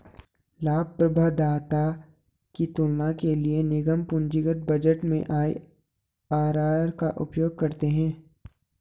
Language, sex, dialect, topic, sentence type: Hindi, male, Garhwali, banking, statement